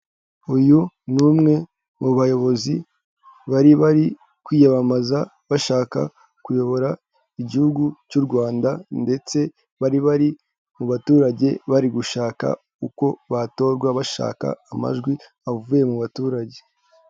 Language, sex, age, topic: Kinyarwanda, male, 18-24, government